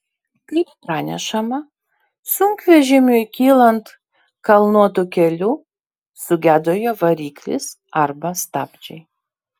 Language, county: Lithuanian, Vilnius